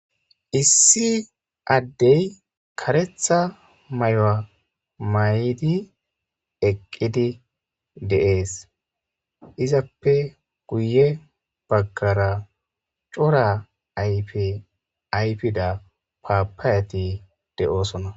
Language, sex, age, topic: Gamo, female, 25-35, agriculture